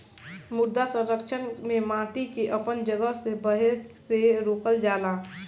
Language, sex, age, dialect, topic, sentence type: Bhojpuri, male, 18-24, Northern, agriculture, statement